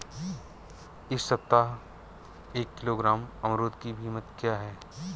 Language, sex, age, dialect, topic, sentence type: Hindi, male, 46-50, Awadhi Bundeli, agriculture, question